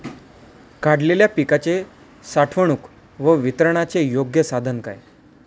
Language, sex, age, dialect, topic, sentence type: Marathi, male, 18-24, Standard Marathi, agriculture, question